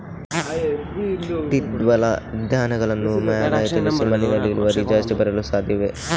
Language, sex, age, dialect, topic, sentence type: Kannada, male, 56-60, Coastal/Dakshin, agriculture, question